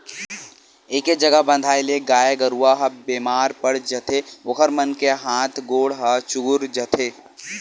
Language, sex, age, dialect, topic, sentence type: Chhattisgarhi, male, 18-24, Western/Budati/Khatahi, agriculture, statement